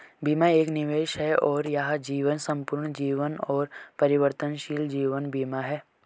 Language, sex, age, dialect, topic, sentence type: Hindi, male, 18-24, Marwari Dhudhari, banking, statement